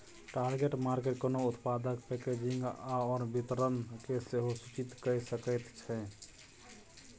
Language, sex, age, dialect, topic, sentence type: Maithili, male, 31-35, Bajjika, banking, statement